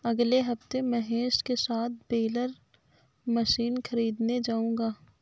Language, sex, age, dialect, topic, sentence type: Hindi, female, 25-30, Awadhi Bundeli, agriculture, statement